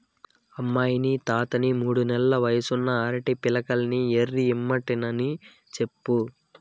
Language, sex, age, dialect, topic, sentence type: Telugu, male, 18-24, Southern, agriculture, statement